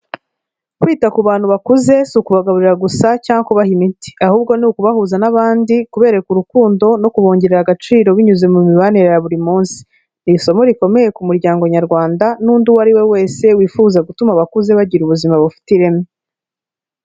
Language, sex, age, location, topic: Kinyarwanda, female, 25-35, Kigali, health